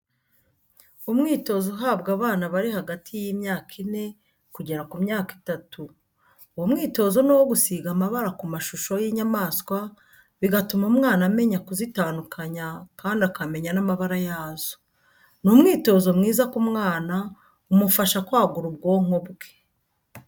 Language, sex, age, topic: Kinyarwanda, female, 50+, education